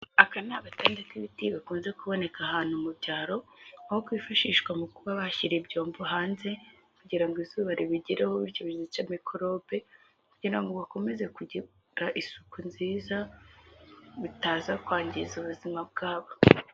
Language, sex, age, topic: Kinyarwanda, female, 18-24, health